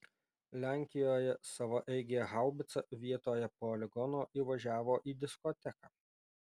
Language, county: Lithuanian, Alytus